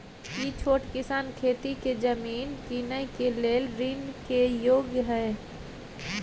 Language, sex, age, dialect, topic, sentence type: Maithili, female, 51-55, Bajjika, agriculture, statement